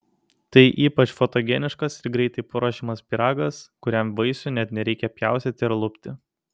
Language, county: Lithuanian, Kaunas